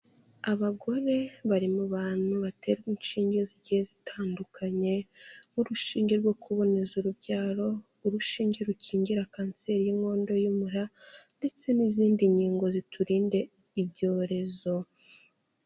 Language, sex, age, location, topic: Kinyarwanda, female, 18-24, Kigali, health